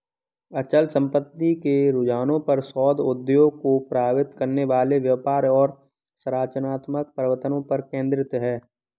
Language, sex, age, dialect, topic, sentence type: Hindi, male, 18-24, Kanauji Braj Bhasha, banking, statement